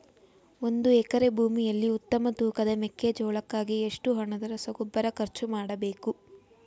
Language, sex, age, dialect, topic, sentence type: Kannada, female, 18-24, Mysore Kannada, agriculture, question